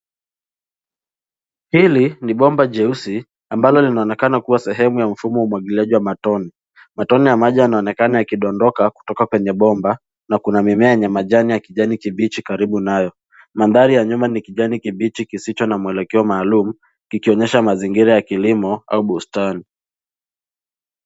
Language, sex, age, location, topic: Swahili, male, 18-24, Nairobi, agriculture